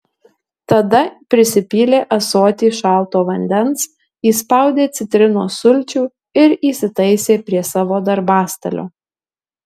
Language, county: Lithuanian, Marijampolė